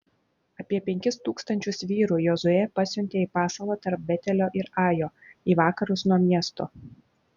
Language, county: Lithuanian, Klaipėda